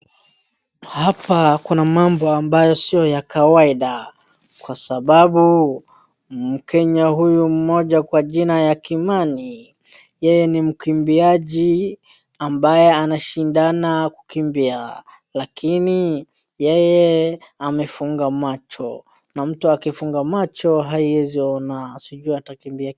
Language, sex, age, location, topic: Swahili, female, 25-35, Wajir, education